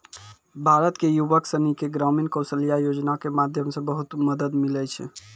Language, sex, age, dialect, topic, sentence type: Maithili, male, 56-60, Angika, banking, statement